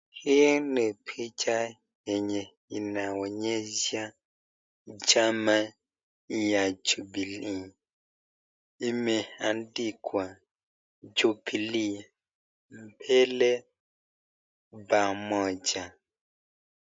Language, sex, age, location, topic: Swahili, male, 36-49, Nakuru, government